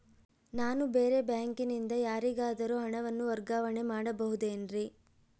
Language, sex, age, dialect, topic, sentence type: Kannada, female, 18-24, Central, banking, statement